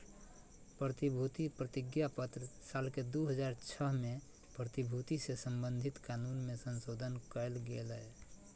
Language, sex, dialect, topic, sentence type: Magahi, male, Southern, banking, statement